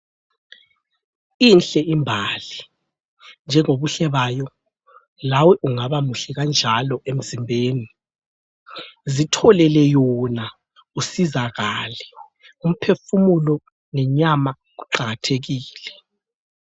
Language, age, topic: North Ndebele, 25-35, health